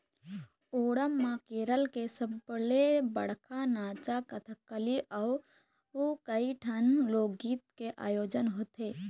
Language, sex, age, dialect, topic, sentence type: Chhattisgarhi, female, 51-55, Eastern, agriculture, statement